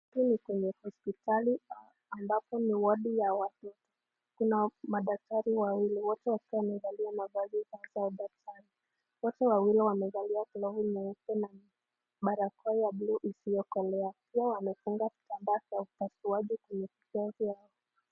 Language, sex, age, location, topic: Swahili, female, 25-35, Nakuru, health